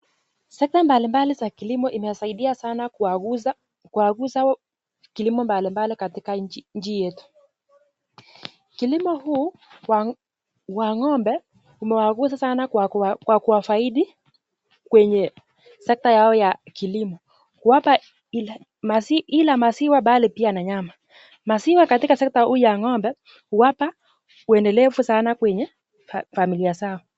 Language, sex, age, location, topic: Swahili, female, 18-24, Nakuru, finance